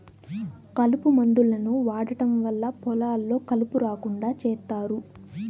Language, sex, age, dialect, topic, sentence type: Telugu, female, 18-24, Southern, agriculture, statement